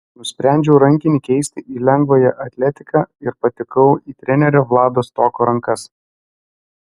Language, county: Lithuanian, Klaipėda